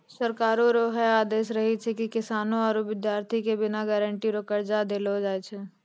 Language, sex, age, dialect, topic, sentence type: Maithili, female, 25-30, Angika, banking, statement